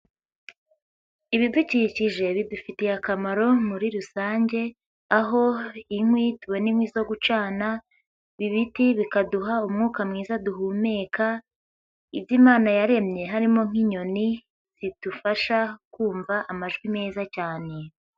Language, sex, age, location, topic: Kinyarwanda, female, 18-24, Huye, agriculture